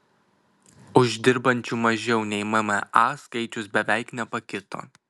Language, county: Lithuanian, Kaunas